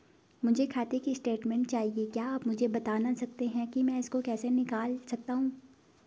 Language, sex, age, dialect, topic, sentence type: Hindi, female, 18-24, Garhwali, banking, question